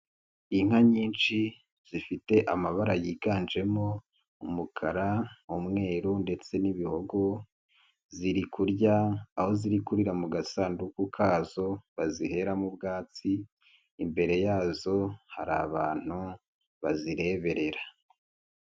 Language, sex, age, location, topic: Kinyarwanda, male, 25-35, Nyagatare, agriculture